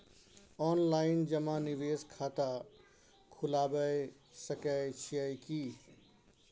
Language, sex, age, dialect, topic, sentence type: Maithili, male, 41-45, Bajjika, banking, question